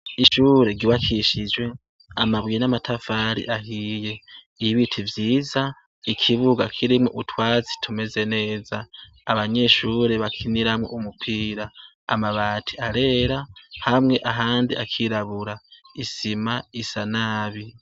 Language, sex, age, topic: Rundi, male, 18-24, education